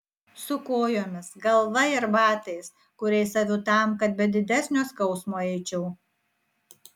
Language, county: Lithuanian, Vilnius